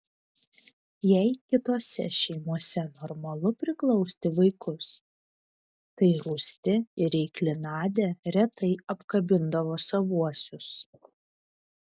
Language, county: Lithuanian, Vilnius